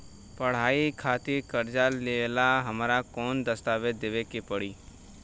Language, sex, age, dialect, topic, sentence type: Bhojpuri, male, 18-24, Southern / Standard, banking, question